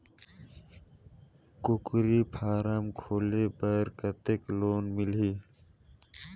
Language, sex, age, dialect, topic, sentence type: Chhattisgarhi, male, 25-30, Northern/Bhandar, banking, question